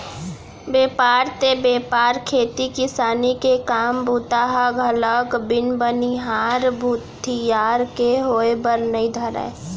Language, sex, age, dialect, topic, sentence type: Chhattisgarhi, female, 36-40, Central, banking, statement